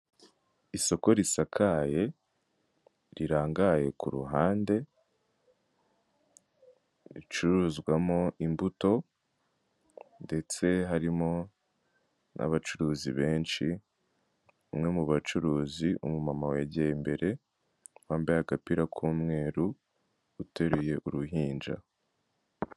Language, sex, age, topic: Kinyarwanda, male, 18-24, finance